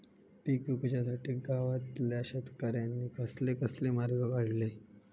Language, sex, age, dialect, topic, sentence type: Marathi, male, 25-30, Southern Konkan, agriculture, question